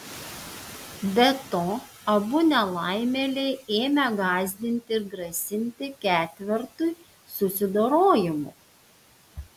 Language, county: Lithuanian, Panevėžys